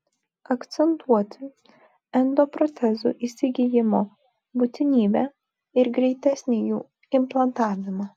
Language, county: Lithuanian, Vilnius